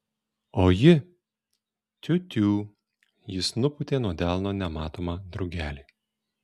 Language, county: Lithuanian, Šiauliai